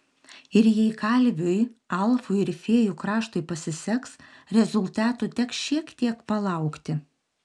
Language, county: Lithuanian, Panevėžys